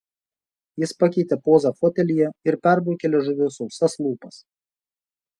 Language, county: Lithuanian, Šiauliai